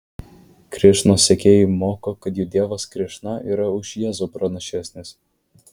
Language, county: Lithuanian, Vilnius